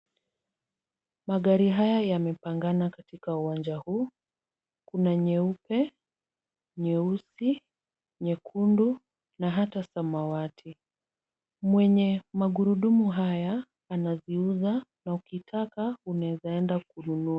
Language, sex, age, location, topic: Swahili, female, 25-35, Kisumu, finance